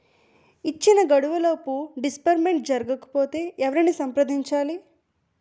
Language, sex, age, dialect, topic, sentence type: Telugu, female, 18-24, Utterandhra, banking, question